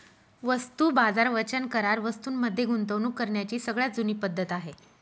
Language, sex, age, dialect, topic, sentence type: Marathi, female, 25-30, Northern Konkan, banking, statement